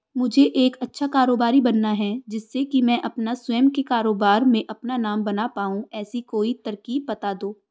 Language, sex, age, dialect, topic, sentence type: Hindi, female, 18-24, Marwari Dhudhari, agriculture, question